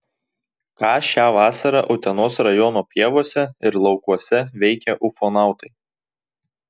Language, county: Lithuanian, Tauragė